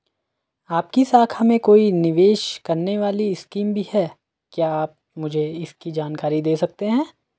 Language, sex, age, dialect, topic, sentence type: Hindi, male, 41-45, Garhwali, banking, question